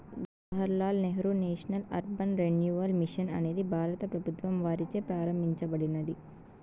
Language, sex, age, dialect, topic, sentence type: Telugu, female, 18-24, Southern, banking, statement